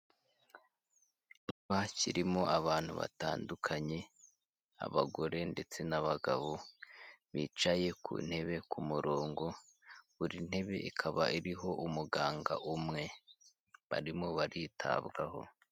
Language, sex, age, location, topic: Kinyarwanda, male, 18-24, Kigali, health